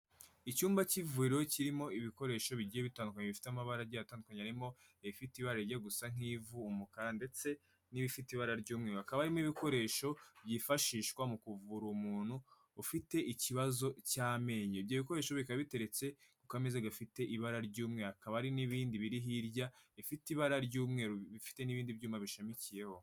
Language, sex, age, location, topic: Kinyarwanda, female, 25-35, Kigali, health